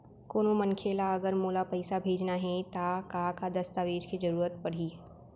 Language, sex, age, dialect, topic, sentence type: Chhattisgarhi, female, 18-24, Central, banking, question